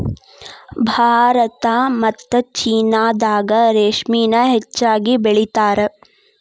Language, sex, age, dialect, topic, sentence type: Kannada, female, 18-24, Dharwad Kannada, agriculture, statement